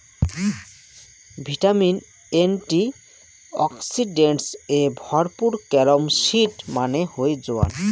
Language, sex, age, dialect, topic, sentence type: Bengali, male, 25-30, Rajbangshi, agriculture, statement